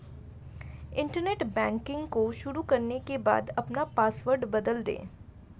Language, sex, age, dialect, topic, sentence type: Hindi, female, 25-30, Hindustani Malvi Khadi Boli, banking, statement